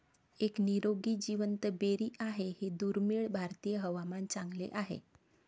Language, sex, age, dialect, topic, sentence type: Marathi, female, 36-40, Varhadi, agriculture, statement